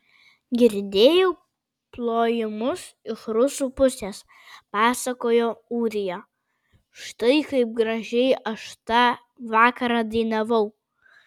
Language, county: Lithuanian, Kaunas